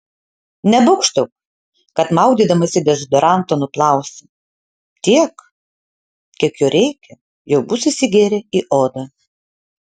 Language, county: Lithuanian, Utena